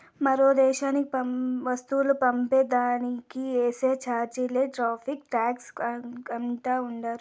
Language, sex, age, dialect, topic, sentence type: Telugu, female, 18-24, Southern, banking, statement